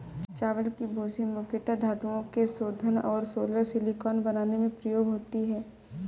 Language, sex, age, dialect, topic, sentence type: Hindi, female, 18-24, Awadhi Bundeli, agriculture, statement